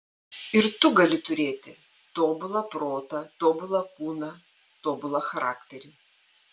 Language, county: Lithuanian, Panevėžys